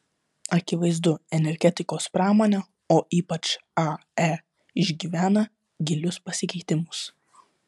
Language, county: Lithuanian, Vilnius